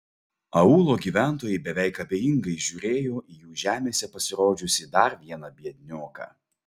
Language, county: Lithuanian, Vilnius